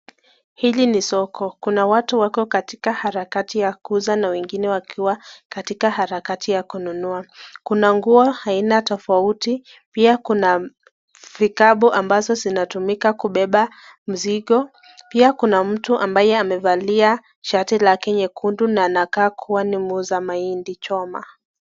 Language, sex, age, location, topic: Swahili, female, 25-35, Nakuru, finance